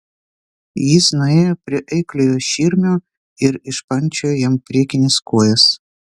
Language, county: Lithuanian, Vilnius